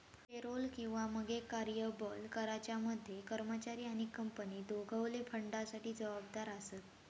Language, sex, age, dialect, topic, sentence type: Marathi, female, 18-24, Southern Konkan, banking, statement